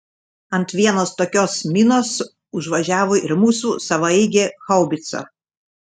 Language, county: Lithuanian, Šiauliai